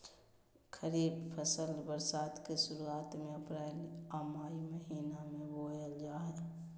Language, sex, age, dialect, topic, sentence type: Magahi, female, 25-30, Southern, agriculture, statement